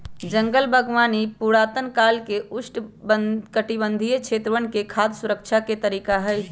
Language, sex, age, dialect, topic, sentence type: Magahi, female, 25-30, Western, agriculture, statement